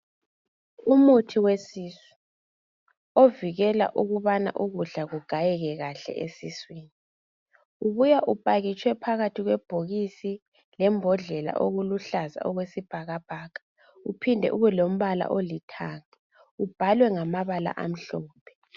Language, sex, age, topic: North Ndebele, female, 25-35, health